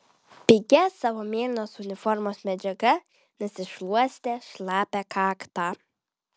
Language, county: Lithuanian, Vilnius